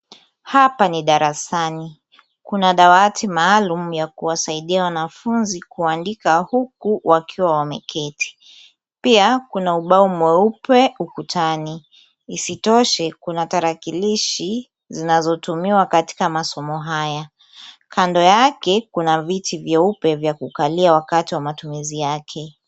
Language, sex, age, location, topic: Swahili, female, 18-24, Kisumu, education